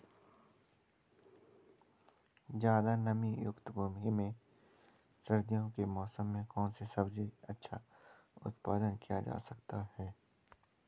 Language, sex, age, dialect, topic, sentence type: Hindi, male, 31-35, Garhwali, agriculture, question